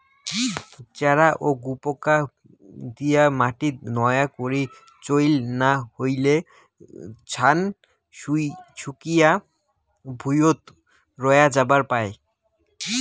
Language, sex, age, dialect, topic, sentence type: Bengali, male, 18-24, Rajbangshi, agriculture, statement